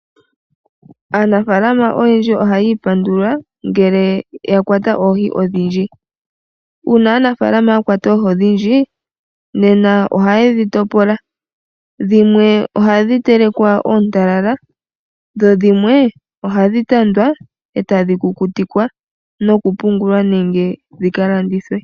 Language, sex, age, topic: Oshiwambo, female, 18-24, agriculture